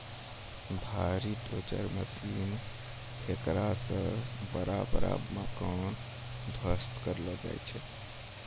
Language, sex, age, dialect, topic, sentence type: Maithili, male, 18-24, Angika, agriculture, statement